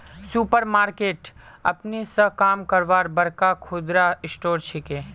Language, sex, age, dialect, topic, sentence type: Magahi, male, 18-24, Northeastern/Surjapuri, agriculture, statement